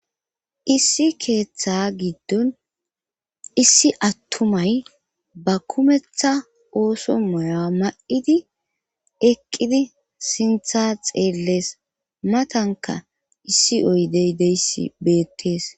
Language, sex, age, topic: Gamo, female, 25-35, government